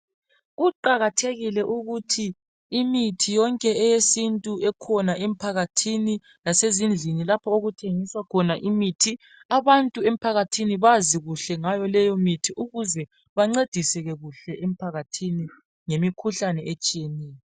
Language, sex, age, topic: North Ndebele, female, 36-49, health